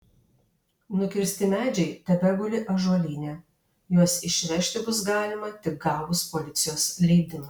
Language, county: Lithuanian, Alytus